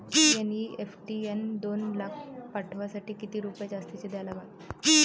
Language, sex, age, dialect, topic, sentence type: Marathi, male, 25-30, Varhadi, banking, question